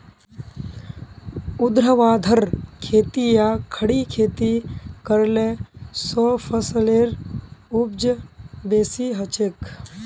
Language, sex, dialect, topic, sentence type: Magahi, female, Northeastern/Surjapuri, agriculture, statement